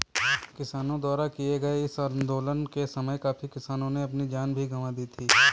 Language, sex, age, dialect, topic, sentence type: Hindi, male, 25-30, Kanauji Braj Bhasha, agriculture, statement